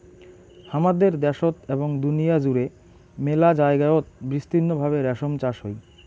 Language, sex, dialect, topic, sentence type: Bengali, male, Rajbangshi, agriculture, statement